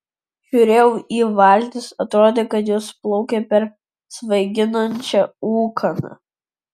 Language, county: Lithuanian, Vilnius